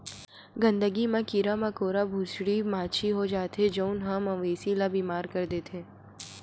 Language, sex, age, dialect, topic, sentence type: Chhattisgarhi, female, 18-24, Western/Budati/Khatahi, agriculture, statement